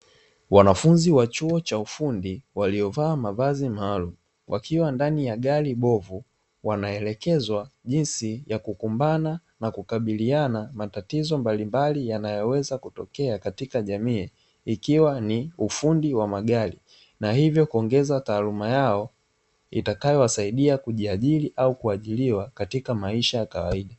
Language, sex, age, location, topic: Swahili, male, 25-35, Dar es Salaam, education